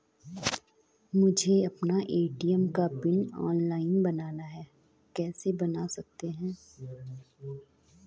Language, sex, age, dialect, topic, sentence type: Hindi, female, 25-30, Garhwali, banking, question